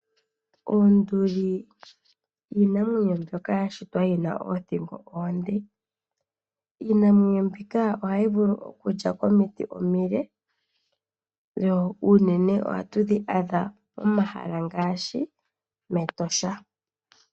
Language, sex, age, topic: Oshiwambo, female, 25-35, agriculture